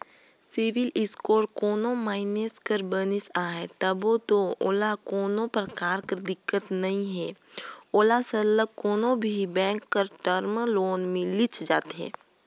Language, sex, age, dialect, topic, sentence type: Chhattisgarhi, female, 18-24, Northern/Bhandar, banking, statement